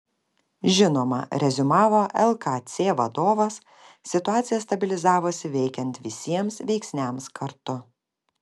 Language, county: Lithuanian, Kaunas